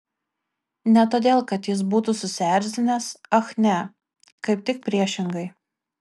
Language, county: Lithuanian, Kaunas